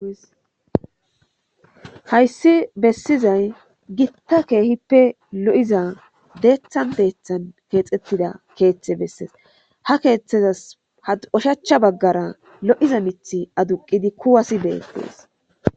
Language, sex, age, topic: Gamo, female, 25-35, government